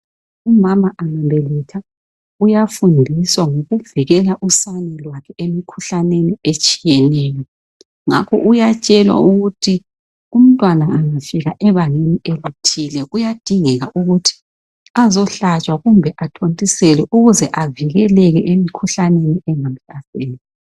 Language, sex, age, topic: North Ndebele, female, 50+, health